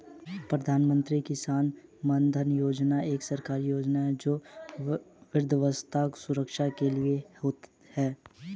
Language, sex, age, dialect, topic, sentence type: Hindi, male, 18-24, Hindustani Malvi Khadi Boli, agriculture, statement